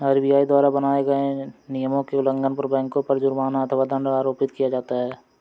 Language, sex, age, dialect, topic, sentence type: Hindi, male, 25-30, Awadhi Bundeli, banking, statement